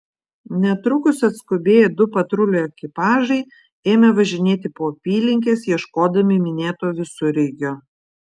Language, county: Lithuanian, Vilnius